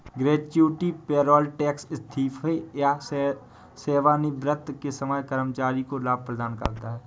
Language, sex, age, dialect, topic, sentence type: Hindi, male, 18-24, Awadhi Bundeli, banking, statement